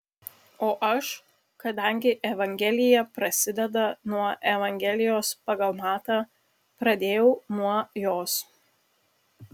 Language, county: Lithuanian, Kaunas